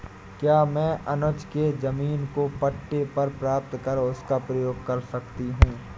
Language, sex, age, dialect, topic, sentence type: Hindi, male, 60-100, Awadhi Bundeli, banking, statement